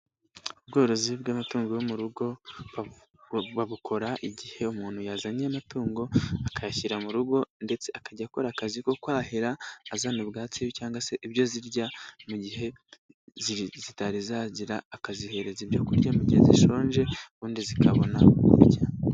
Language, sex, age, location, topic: Kinyarwanda, male, 18-24, Nyagatare, agriculture